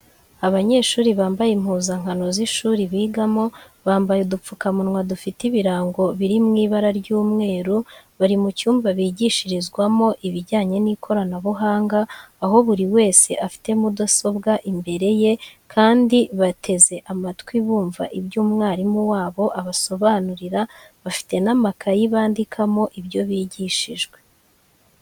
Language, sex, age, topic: Kinyarwanda, female, 25-35, education